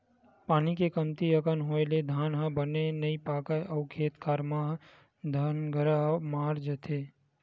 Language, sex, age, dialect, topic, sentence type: Chhattisgarhi, male, 18-24, Western/Budati/Khatahi, agriculture, statement